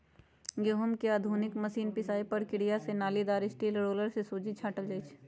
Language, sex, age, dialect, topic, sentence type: Magahi, male, 36-40, Western, agriculture, statement